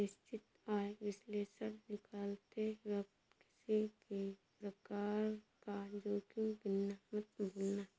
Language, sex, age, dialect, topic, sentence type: Hindi, female, 36-40, Awadhi Bundeli, banking, statement